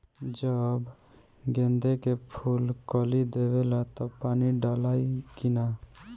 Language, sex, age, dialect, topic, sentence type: Bhojpuri, male, 18-24, Northern, agriculture, question